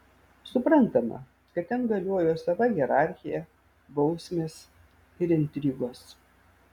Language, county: Lithuanian, Vilnius